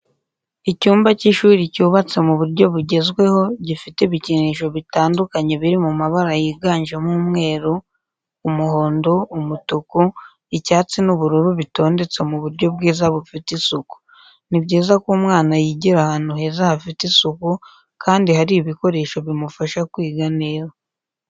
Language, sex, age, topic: Kinyarwanda, female, 25-35, education